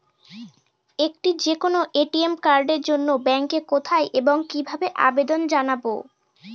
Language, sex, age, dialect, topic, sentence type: Bengali, female, <18, Northern/Varendri, banking, question